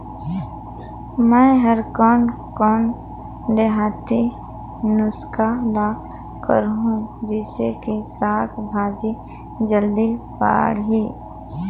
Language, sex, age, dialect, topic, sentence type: Chhattisgarhi, female, 25-30, Northern/Bhandar, agriculture, question